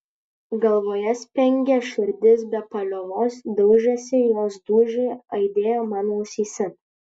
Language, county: Lithuanian, Kaunas